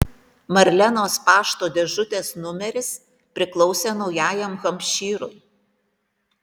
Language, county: Lithuanian, Panevėžys